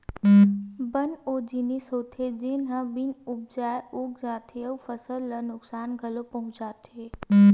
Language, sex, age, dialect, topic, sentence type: Chhattisgarhi, female, 41-45, Western/Budati/Khatahi, agriculture, statement